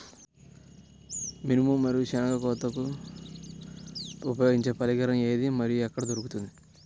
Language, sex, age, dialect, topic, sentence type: Telugu, male, 18-24, Central/Coastal, agriculture, question